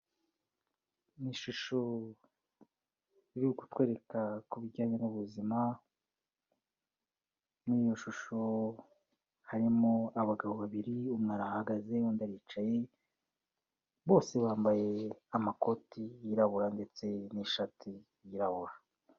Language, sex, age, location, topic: Kinyarwanda, male, 36-49, Kigali, health